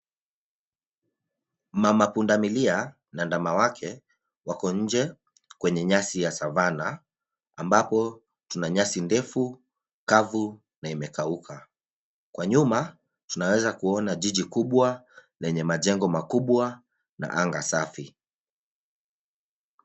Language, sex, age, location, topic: Swahili, male, 25-35, Nairobi, government